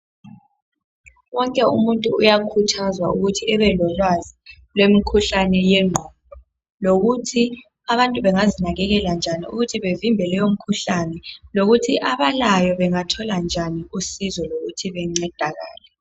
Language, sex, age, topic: North Ndebele, female, 18-24, health